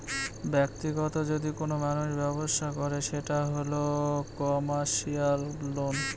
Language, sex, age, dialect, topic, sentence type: Bengali, male, 25-30, Northern/Varendri, banking, statement